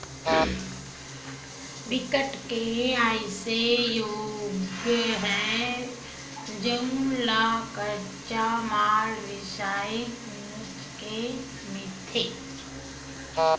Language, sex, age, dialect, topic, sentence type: Chhattisgarhi, female, 46-50, Western/Budati/Khatahi, banking, statement